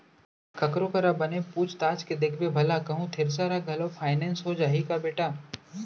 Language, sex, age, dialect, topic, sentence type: Chhattisgarhi, male, 25-30, Central, banking, statement